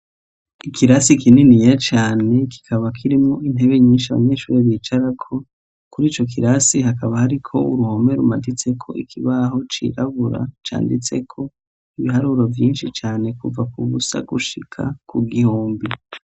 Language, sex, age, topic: Rundi, male, 25-35, education